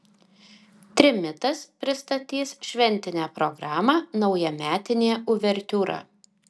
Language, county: Lithuanian, Alytus